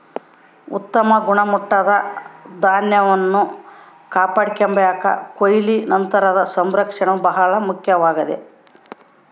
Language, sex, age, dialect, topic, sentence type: Kannada, female, 18-24, Central, agriculture, statement